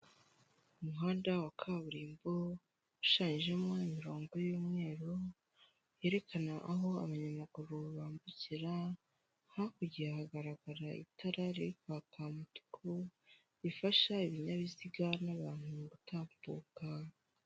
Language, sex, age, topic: Kinyarwanda, female, 18-24, government